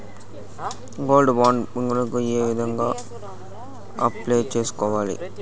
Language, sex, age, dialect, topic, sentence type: Telugu, male, 41-45, Southern, banking, question